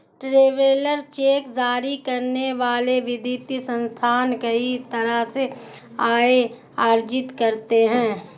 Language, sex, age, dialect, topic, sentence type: Hindi, female, 18-24, Hindustani Malvi Khadi Boli, banking, statement